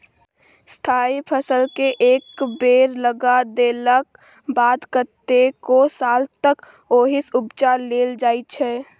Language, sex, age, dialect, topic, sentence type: Maithili, female, 18-24, Bajjika, agriculture, statement